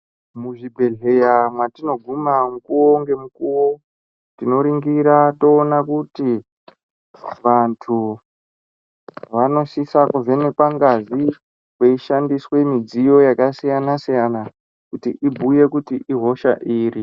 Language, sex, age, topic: Ndau, female, 25-35, health